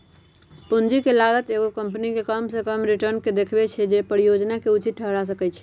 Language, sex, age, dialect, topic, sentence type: Magahi, female, 46-50, Western, banking, statement